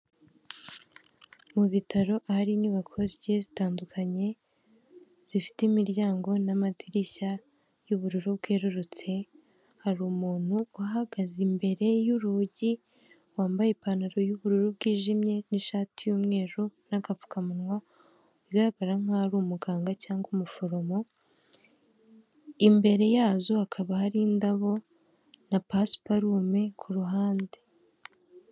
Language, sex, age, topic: Kinyarwanda, female, 18-24, government